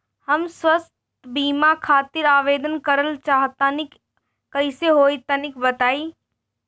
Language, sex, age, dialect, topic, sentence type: Bhojpuri, female, 18-24, Northern, banking, question